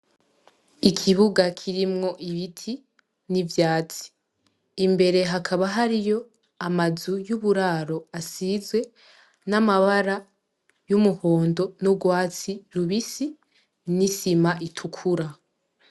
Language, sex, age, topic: Rundi, female, 18-24, education